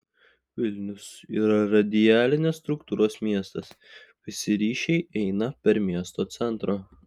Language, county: Lithuanian, Klaipėda